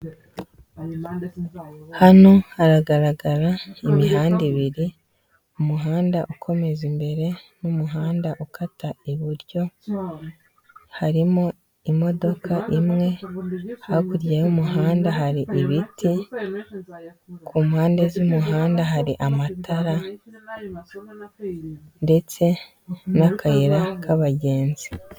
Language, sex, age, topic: Kinyarwanda, female, 18-24, government